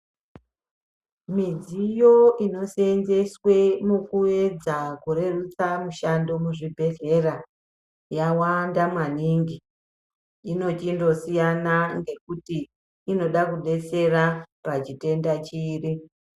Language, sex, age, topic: Ndau, male, 25-35, health